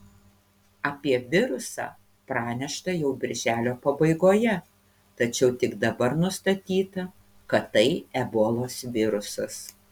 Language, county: Lithuanian, Panevėžys